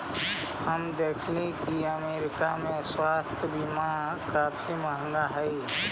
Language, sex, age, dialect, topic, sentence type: Magahi, male, 36-40, Central/Standard, agriculture, statement